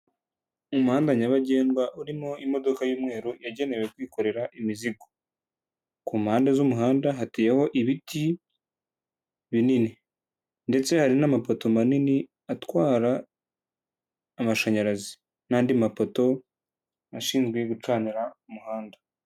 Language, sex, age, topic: Kinyarwanda, male, 18-24, government